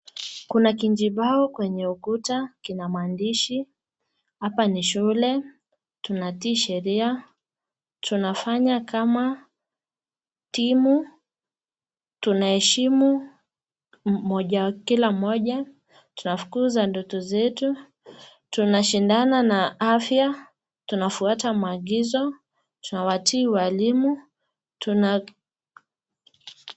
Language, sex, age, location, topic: Swahili, female, 18-24, Nakuru, education